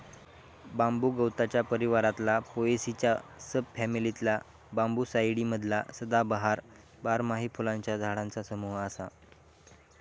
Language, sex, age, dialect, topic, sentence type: Marathi, male, 41-45, Southern Konkan, agriculture, statement